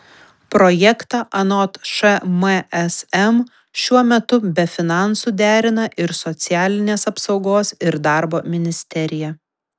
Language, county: Lithuanian, Vilnius